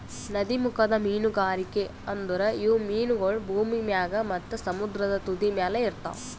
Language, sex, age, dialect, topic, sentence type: Kannada, female, 18-24, Northeastern, agriculture, statement